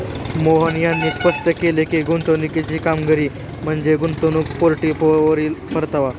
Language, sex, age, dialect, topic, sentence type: Marathi, male, 18-24, Standard Marathi, banking, statement